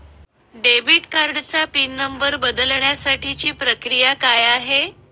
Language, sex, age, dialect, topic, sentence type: Marathi, female, 31-35, Northern Konkan, banking, question